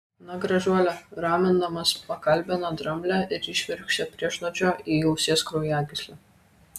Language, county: Lithuanian, Kaunas